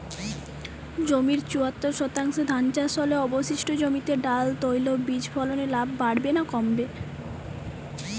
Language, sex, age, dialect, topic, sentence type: Bengali, female, 18-24, Jharkhandi, agriculture, question